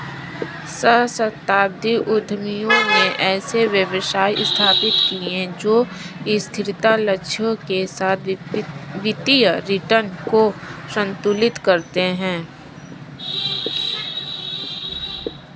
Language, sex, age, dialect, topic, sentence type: Hindi, female, 25-30, Kanauji Braj Bhasha, banking, statement